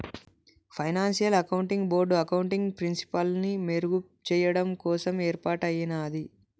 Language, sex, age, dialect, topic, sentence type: Telugu, male, 18-24, Telangana, banking, statement